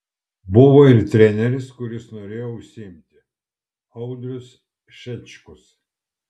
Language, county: Lithuanian, Kaunas